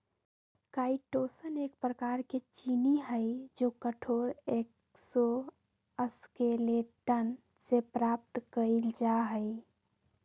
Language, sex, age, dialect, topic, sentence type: Magahi, female, 18-24, Western, agriculture, statement